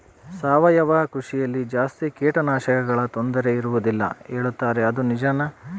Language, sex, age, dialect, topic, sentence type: Kannada, male, 25-30, Central, agriculture, question